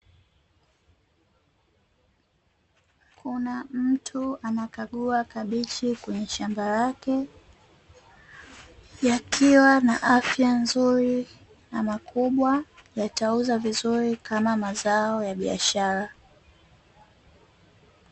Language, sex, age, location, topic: Swahili, female, 18-24, Dar es Salaam, agriculture